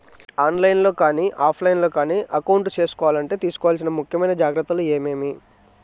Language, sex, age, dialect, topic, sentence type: Telugu, male, 25-30, Southern, banking, question